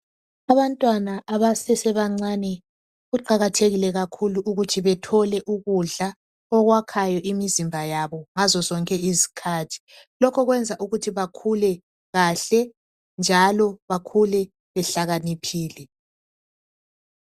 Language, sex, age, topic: North Ndebele, female, 25-35, education